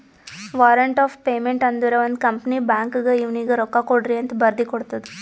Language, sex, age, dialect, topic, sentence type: Kannada, female, 18-24, Northeastern, banking, statement